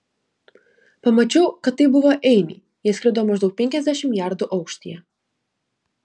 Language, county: Lithuanian, Klaipėda